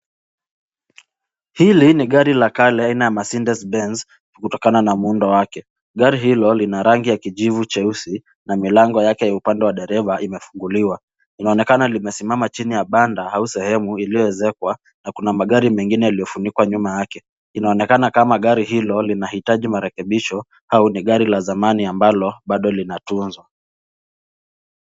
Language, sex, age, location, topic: Swahili, male, 18-24, Nairobi, finance